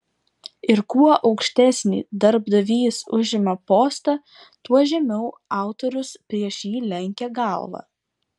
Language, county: Lithuanian, Vilnius